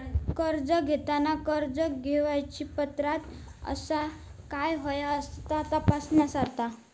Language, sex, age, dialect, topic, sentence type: Marathi, female, 41-45, Southern Konkan, banking, question